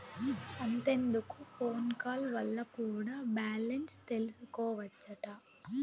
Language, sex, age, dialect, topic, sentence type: Telugu, female, 18-24, Southern, banking, statement